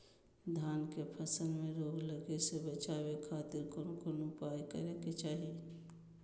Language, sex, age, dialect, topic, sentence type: Magahi, female, 25-30, Southern, agriculture, question